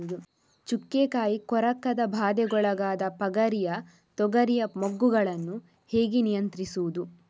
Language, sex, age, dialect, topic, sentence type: Kannada, female, 41-45, Coastal/Dakshin, agriculture, question